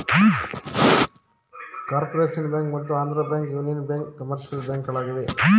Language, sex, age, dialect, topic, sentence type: Kannada, male, 25-30, Mysore Kannada, banking, statement